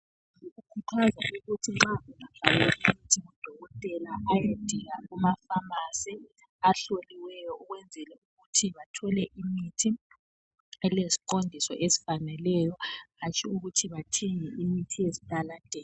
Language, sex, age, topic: North Ndebele, male, 25-35, health